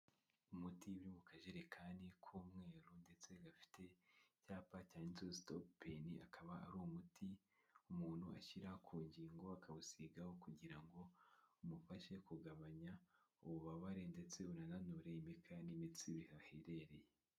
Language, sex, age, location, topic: Kinyarwanda, male, 18-24, Kigali, health